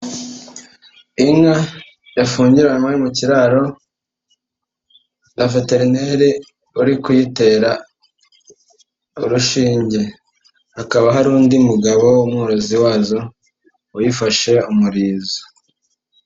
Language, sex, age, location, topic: Kinyarwanda, female, 18-24, Nyagatare, agriculture